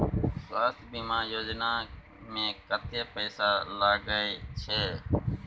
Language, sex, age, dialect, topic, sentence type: Maithili, male, 41-45, Bajjika, banking, question